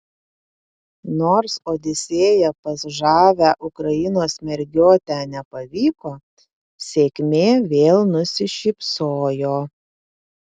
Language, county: Lithuanian, Panevėžys